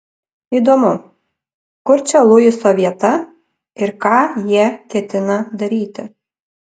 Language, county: Lithuanian, Panevėžys